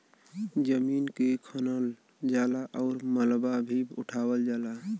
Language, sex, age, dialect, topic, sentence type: Bhojpuri, male, 18-24, Western, agriculture, statement